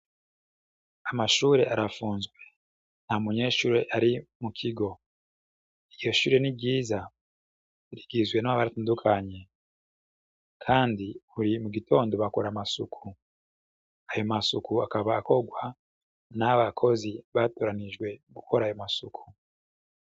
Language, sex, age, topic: Rundi, male, 25-35, education